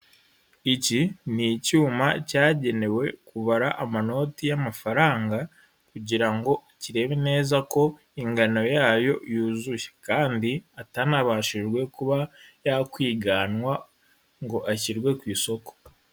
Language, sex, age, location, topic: Kinyarwanda, male, 18-24, Kigali, finance